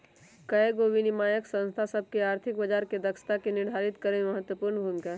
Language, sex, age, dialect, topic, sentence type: Magahi, male, 31-35, Western, banking, statement